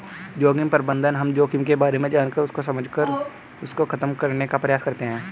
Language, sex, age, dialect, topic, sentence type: Hindi, male, 18-24, Hindustani Malvi Khadi Boli, agriculture, statement